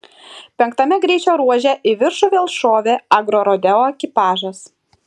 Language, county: Lithuanian, Šiauliai